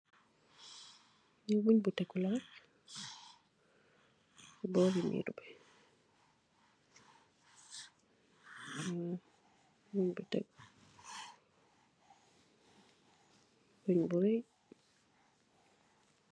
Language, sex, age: Wolof, female, 25-35